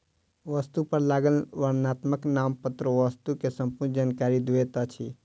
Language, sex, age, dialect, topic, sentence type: Maithili, male, 46-50, Southern/Standard, banking, statement